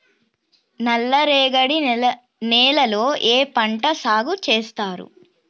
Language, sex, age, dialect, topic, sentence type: Telugu, male, 18-24, Telangana, agriculture, question